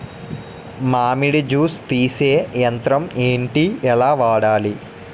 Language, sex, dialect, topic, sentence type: Telugu, male, Utterandhra, agriculture, question